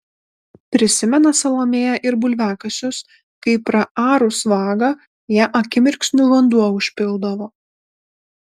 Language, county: Lithuanian, Panevėžys